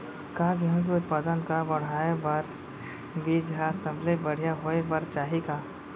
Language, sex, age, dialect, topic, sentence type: Chhattisgarhi, female, 25-30, Central, agriculture, question